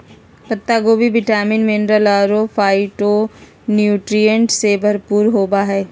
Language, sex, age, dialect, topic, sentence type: Magahi, female, 56-60, Southern, agriculture, statement